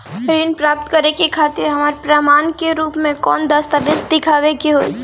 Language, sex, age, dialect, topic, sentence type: Bhojpuri, female, 18-24, Northern, banking, statement